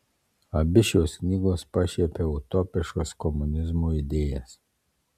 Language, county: Lithuanian, Marijampolė